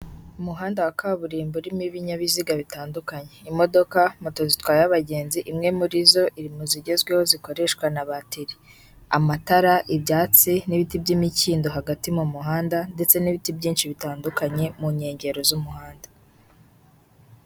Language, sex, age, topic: Kinyarwanda, female, 18-24, government